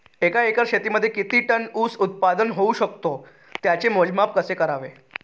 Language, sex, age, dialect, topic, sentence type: Marathi, male, 31-35, Northern Konkan, agriculture, question